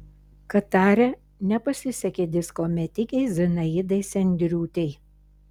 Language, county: Lithuanian, Šiauliai